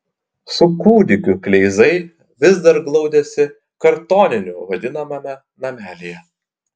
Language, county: Lithuanian, Klaipėda